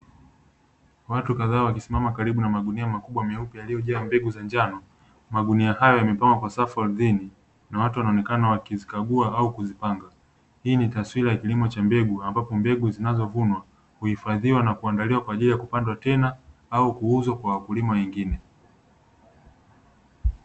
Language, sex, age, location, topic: Swahili, male, 25-35, Dar es Salaam, agriculture